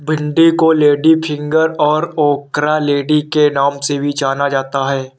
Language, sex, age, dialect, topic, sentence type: Hindi, male, 51-55, Awadhi Bundeli, agriculture, statement